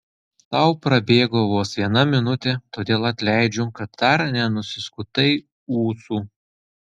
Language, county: Lithuanian, Telšiai